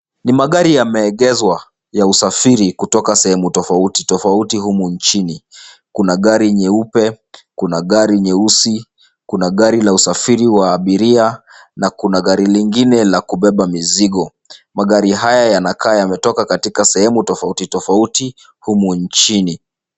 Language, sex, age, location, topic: Swahili, male, 36-49, Kisumu, finance